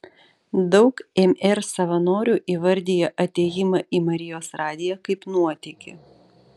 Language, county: Lithuanian, Vilnius